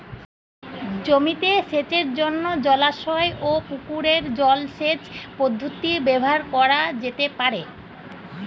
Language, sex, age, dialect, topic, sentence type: Bengali, female, 41-45, Standard Colloquial, agriculture, question